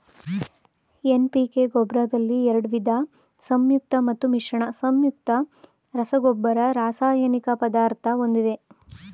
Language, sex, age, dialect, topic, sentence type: Kannada, female, 25-30, Mysore Kannada, agriculture, statement